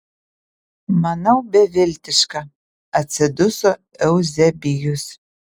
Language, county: Lithuanian, Utena